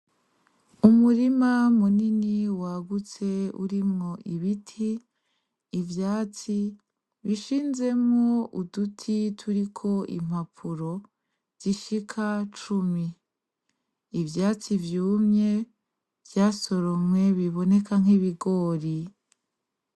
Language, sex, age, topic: Rundi, female, 25-35, agriculture